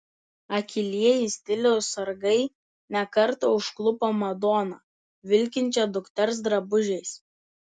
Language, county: Lithuanian, Telšiai